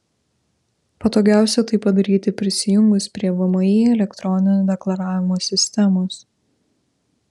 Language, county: Lithuanian, Vilnius